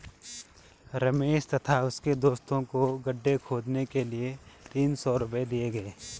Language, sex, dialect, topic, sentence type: Hindi, male, Garhwali, banking, statement